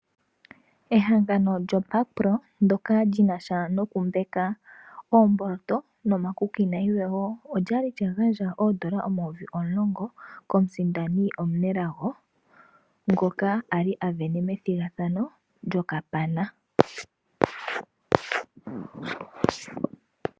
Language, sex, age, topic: Oshiwambo, female, 25-35, finance